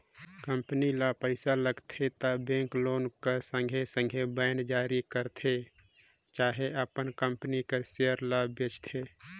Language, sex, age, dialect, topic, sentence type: Chhattisgarhi, male, 25-30, Northern/Bhandar, banking, statement